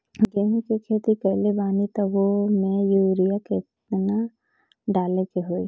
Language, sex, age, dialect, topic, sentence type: Bhojpuri, female, 25-30, Southern / Standard, agriculture, question